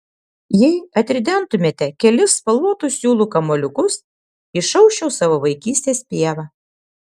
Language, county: Lithuanian, Kaunas